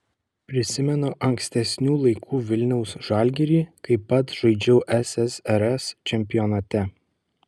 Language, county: Lithuanian, Kaunas